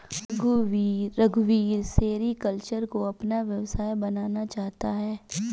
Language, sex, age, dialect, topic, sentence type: Hindi, female, 25-30, Awadhi Bundeli, agriculture, statement